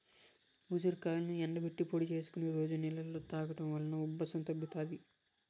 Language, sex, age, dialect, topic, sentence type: Telugu, male, 41-45, Southern, agriculture, statement